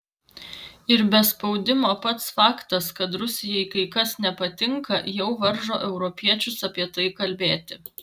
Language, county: Lithuanian, Vilnius